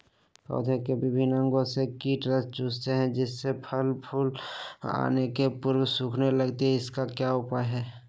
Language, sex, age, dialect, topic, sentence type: Magahi, male, 56-60, Western, agriculture, question